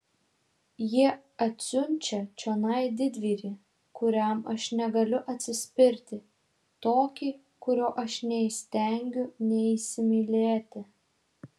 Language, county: Lithuanian, Šiauliai